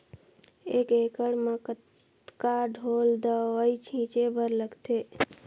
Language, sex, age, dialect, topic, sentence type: Chhattisgarhi, female, 41-45, Northern/Bhandar, agriculture, question